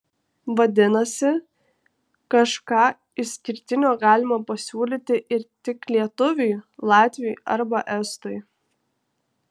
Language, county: Lithuanian, Kaunas